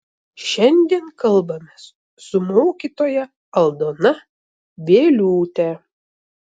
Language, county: Lithuanian, Vilnius